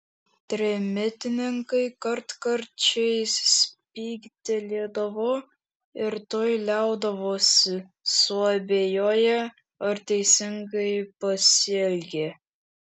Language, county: Lithuanian, Šiauliai